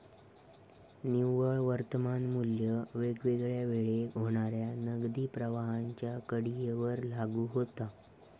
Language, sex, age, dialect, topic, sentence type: Marathi, male, 18-24, Southern Konkan, banking, statement